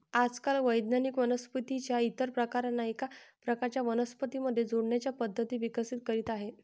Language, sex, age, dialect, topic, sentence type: Marathi, female, 25-30, Varhadi, agriculture, statement